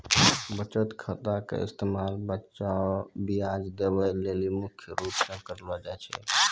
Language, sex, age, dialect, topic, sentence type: Maithili, male, 18-24, Angika, banking, statement